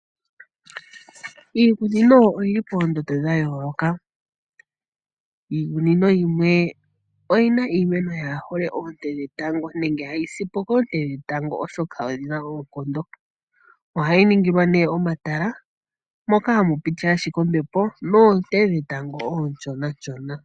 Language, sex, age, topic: Oshiwambo, female, 25-35, agriculture